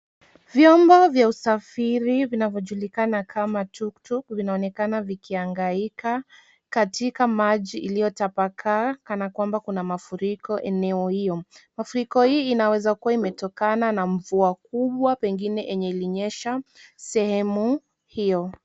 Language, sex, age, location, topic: Swahili, female, 18-24, Kisumu, health